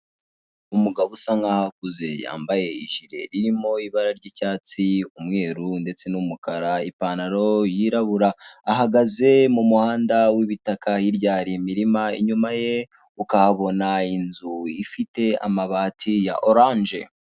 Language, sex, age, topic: Kinyarwanda, male, 18-24, finance